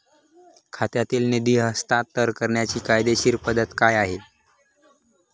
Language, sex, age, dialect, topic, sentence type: Marathi, male, 18-24, Standard Marathi, banking, question